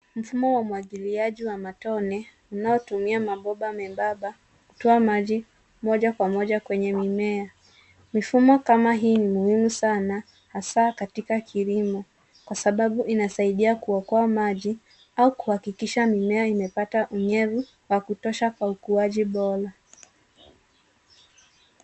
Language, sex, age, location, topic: Swahili, female, 36-49, Nairobi, agriculture